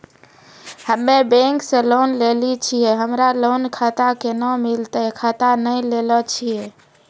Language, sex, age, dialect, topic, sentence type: Maithili, female, 25-30, Angika, banking, question